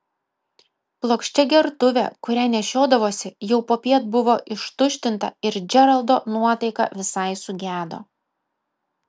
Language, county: Lithuanian, Kaunas